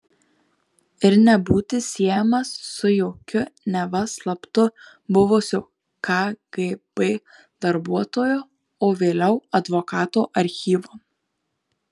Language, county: Lithuanian, Marijampolė